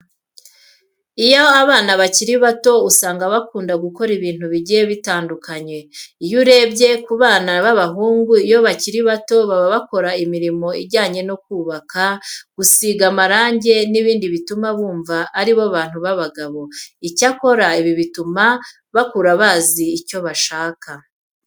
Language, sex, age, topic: Kinyarwanda, female, 25-35, education